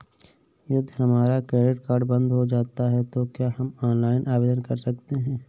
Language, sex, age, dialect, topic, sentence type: Hindi, male, 18-24, Awadhi Bundeli, banking, question